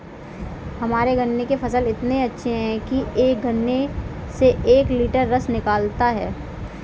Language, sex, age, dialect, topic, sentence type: Hindi, female, 18-24, Kanauji Braj Bhasha, agriculture, statement